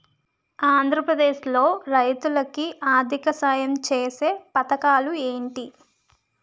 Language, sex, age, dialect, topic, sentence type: Telugu, female, 25-30, Utterandhra, agriculture, question